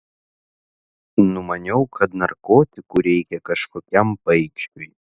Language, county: Lithuanian, Šiauliai